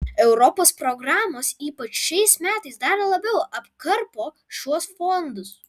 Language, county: Lithuanian, Vilnius